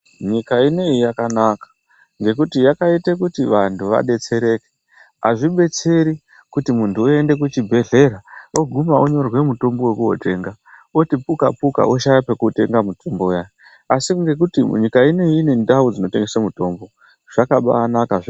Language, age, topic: Ndau, 36-49, health